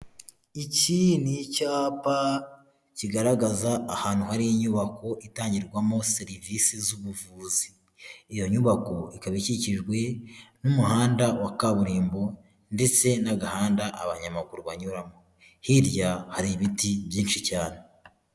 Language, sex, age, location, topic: Kinyarwanda, male, 25-35, Huye, health